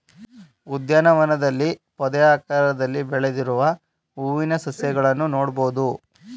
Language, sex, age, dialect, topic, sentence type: Kannada, male, 25-30, Mysore Kannada, agriculture, statement